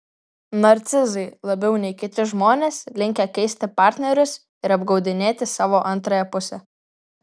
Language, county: Lithuanian, Vilnius